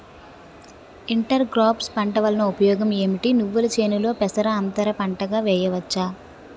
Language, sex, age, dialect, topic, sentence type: Telugu, female, 18-24, Utterandhra, agriculture, question